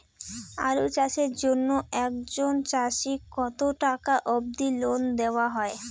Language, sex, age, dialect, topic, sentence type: Bengali, female, 18-24, Rajbangshi, agriculture, question